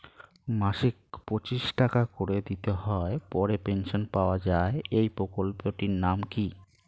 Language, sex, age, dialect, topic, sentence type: Bengali, male, 36-40, Standard Colloquial, banking, question